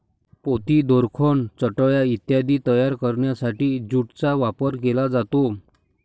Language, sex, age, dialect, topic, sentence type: Marathi, male, 60-100, Standard Marathi, agriculture, statement